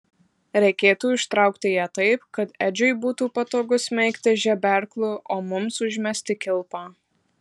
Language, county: Lithuanian, Marijampolė